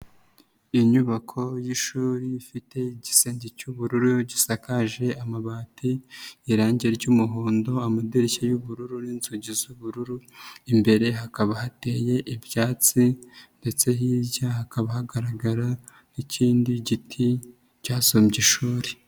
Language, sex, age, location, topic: Kinyarwanda, female, 25-35, Nyagatare, education